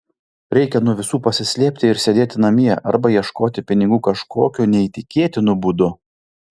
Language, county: Lithuanian, Vilnius